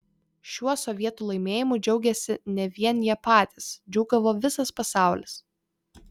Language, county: Lithuanian, Vilnius